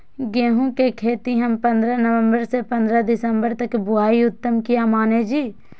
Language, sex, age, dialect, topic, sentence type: Maithili, female, 18-24, Eastern / Thethi, agriculture, question